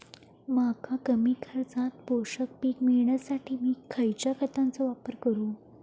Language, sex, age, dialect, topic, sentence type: Marathi, female, 18-24, Southern Konkan, agriculture, question